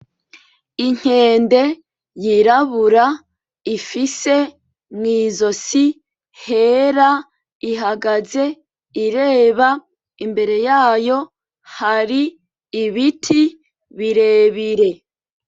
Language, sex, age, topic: Rundi, female, 25-35, agriculture